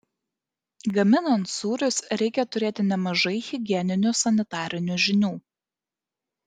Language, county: Lithuanian, Kaunas